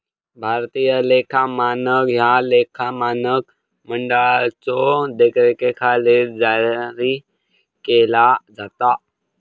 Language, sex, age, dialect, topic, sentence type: Marathi, male, 18-24, Southern Konkan, banking, statement